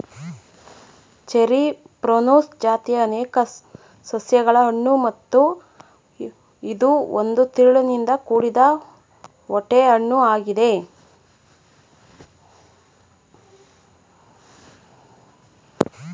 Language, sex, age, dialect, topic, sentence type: Kannada, female, 41-45, Mysore Kannada, agriculture, statement